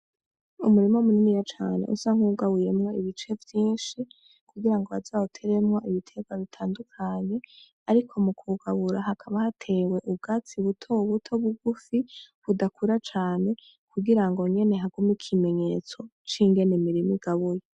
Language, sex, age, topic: Rundi, female, 18-24, agriculture